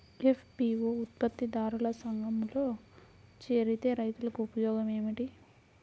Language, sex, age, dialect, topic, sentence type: Telugu, female, 41-45, Central/Coastal, banking, question